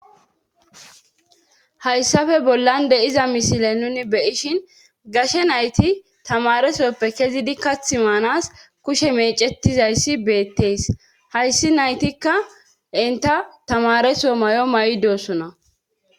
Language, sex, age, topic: Gamo, female, 25-35, government